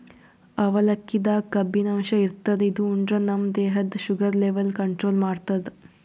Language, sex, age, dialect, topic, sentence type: Kannada, female, 18-24, Northeastern, agriculture, statement